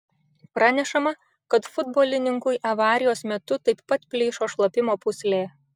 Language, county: Lithuanian, Šiauliai